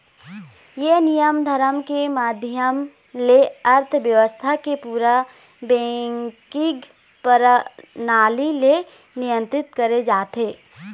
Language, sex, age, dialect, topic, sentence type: Chhattisgarhi, female, 18-24, Eastern, banking, statement